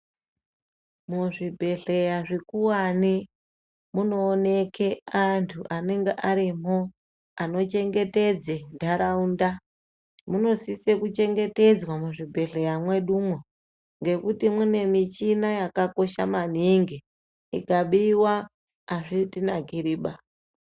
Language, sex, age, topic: Ndau, female, 25-35, health